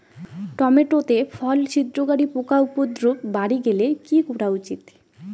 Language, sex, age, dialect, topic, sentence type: Bengali, female, 18-24, Rajbangshi, agriculture, question